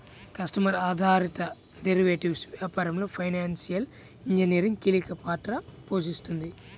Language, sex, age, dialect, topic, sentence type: Telugu, male, 31-35, Central/Coastal, banking, statement